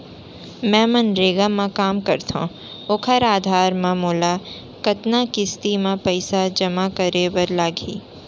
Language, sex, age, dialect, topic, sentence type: Chhattisgarhi, female, 18-24, Central, banking, question